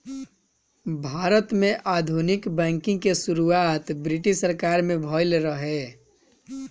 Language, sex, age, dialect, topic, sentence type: Bhojpuri, male, 25-30, Northern, banking, statement